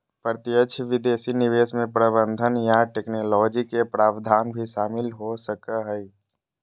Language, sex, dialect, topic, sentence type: Magahi, female, Southern, banking, statement